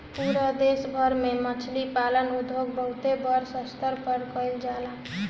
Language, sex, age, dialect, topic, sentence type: Bhojpuri, female, 18-24, Northern, agriculture, statement